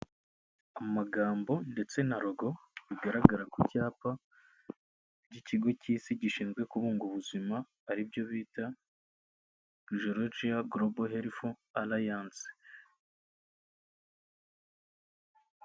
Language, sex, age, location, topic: Kinyarwanda, male, 25-35, Kigali, health